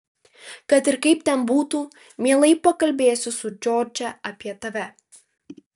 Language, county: Lithuanian, Vilnius